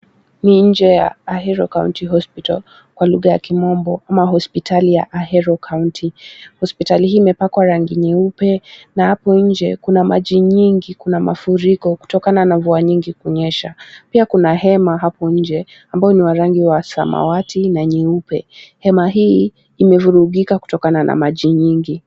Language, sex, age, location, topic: Swahili, female, 18-24, Kisumu, health